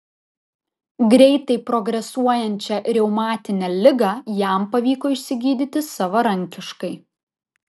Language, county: Lithuanian, Vilnius